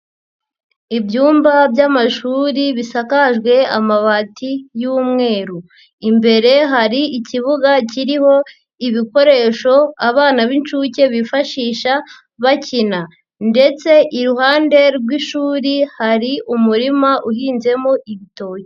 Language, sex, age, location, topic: Kinyarwanda, female, 50+, Nyagatare, education